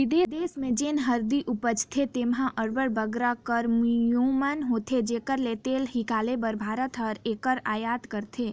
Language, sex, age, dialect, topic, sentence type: Chhattisgarhi, female, 18-24, Northern/Bhandar, agriculture, statement